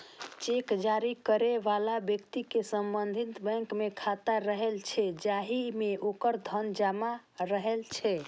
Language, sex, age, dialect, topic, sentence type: Maithili, female, 25-30, Eastern / Thethi, banking, statement